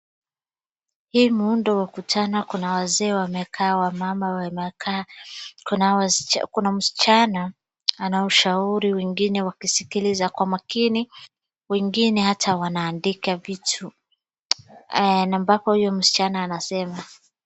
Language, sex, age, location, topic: Swahili, female, 25-35, Wajir, health